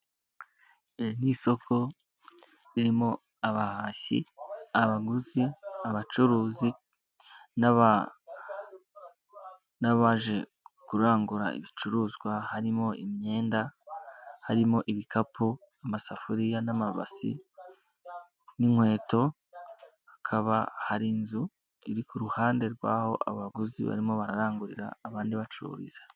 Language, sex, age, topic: Kinyarwanda, male, 18-24, finance